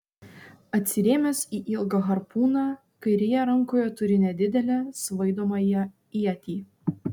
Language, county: Lithuanian, Vilnius